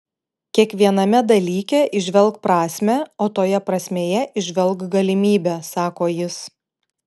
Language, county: Lithuanian, Panevėžys